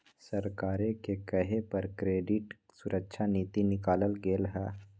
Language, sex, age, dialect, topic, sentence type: Magahi, male, 25-30, Western, banking, statement